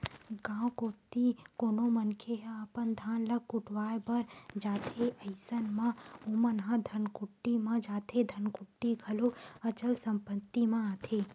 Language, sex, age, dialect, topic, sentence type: Chhattisgarhi, female, 18-24, Western/Budati/Khatahi, banking, statement